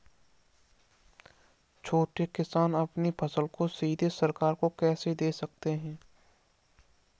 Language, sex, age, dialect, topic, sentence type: Hindi, male, 51-55, Kanauji Braj Bhasha, agriculture, question